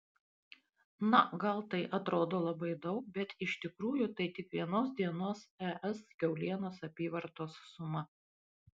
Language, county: Lithuanian, Panevėžys